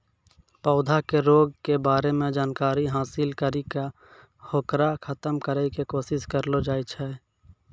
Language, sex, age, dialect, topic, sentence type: Maithili, male, 56-60, Angika, agriculture, statement